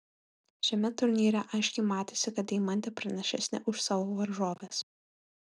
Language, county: Lithuanian, Kaunas